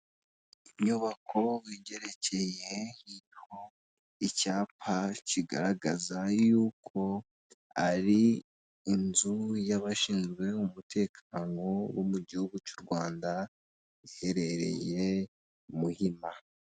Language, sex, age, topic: Kinyarwanda, female, 18-24, government